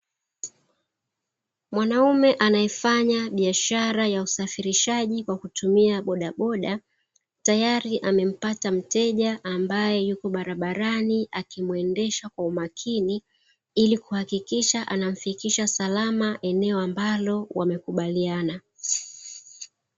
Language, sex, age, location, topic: Swahili, female, 36-49, Dar es Salaam, government